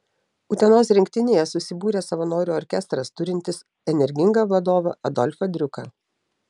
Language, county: Lithuanian, Telšiai